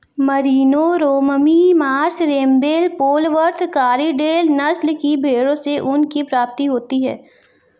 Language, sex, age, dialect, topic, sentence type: Hindi, female, 18-24, Marwari Dhudhari, agriculture, statement